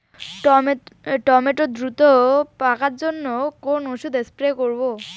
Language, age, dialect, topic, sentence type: Bengali, <18, Rajbangshi, agriculture, question